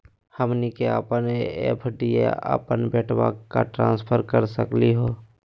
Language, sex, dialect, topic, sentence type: Magahi, male, Southern, banking, question